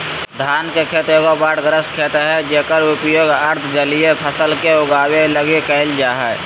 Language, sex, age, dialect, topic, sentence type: Magahi, male, 31-35, Southern, agriculture, statement